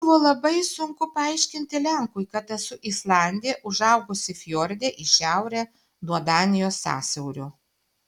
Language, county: Lithuanian, Šiauliai